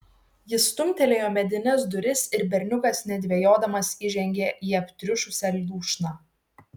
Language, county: Lithuanian, Šiauliai